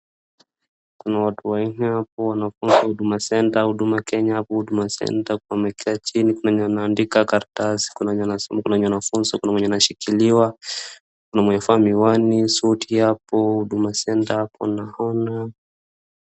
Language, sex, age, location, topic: Swahili, male, 25-35, Wajir, government